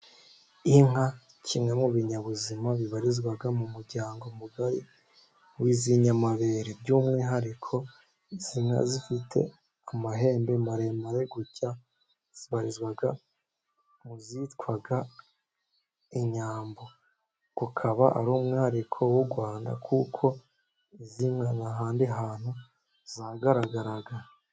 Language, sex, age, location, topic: Kinyarwanda, female, 50+, Musanze, government